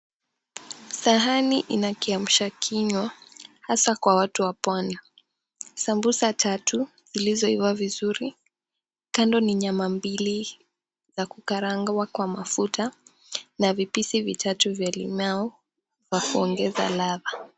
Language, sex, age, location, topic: Swahili, female, 18-24, Mombasa, agriculture